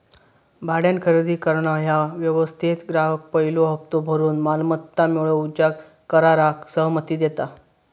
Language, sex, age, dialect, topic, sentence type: Marathi, male, 18-24, Southern Konkan, banking, statement